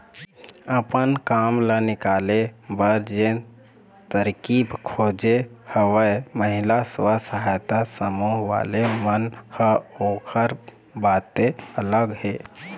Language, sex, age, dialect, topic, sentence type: Chhattisgarhi, male, 25-30, Eastern, banking, statement